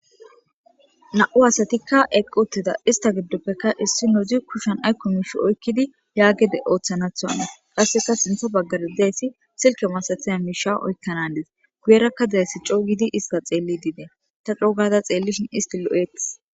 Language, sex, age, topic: Gamo, female, 18-24, government